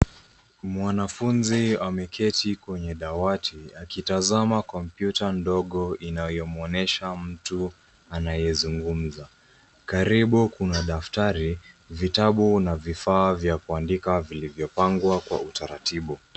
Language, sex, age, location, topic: Swahili, female, 18-24, Nairobi, education